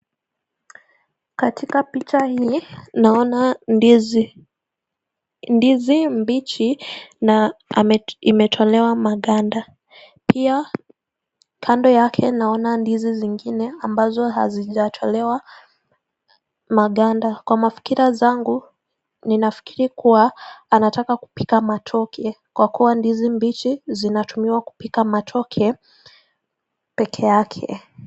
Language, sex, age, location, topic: Swahili, female, 18-24, Nakuru, agriculture